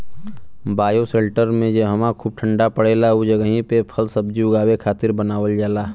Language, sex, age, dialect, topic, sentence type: Bhojpuri, male, 25-30, Western, agriculture, statement